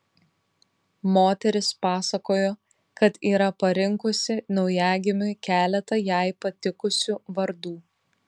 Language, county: Lithuanian, Šiauliai